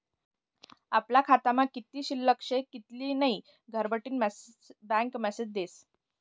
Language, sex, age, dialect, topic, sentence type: Marathi, female, 18-24, Northern Konkan, banking, statement